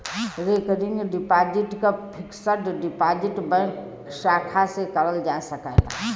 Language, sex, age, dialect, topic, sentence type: Bhojpuri, female, 25-30, Western, banking, statement